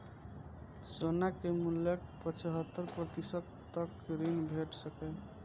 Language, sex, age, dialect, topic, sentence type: Maithili, male, 25-30, Eastern / Thethi, banking, statement